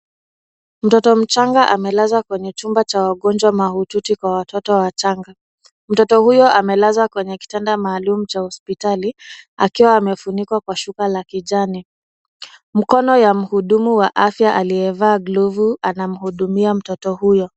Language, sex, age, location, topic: Swahili, female, 25-35, Nairobi, health